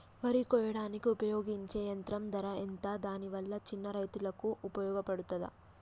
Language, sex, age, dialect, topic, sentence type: Telugu, female, 25-30, Telangana, agriculture, question